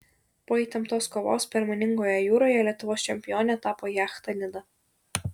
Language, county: Lithuanian, Šiauliai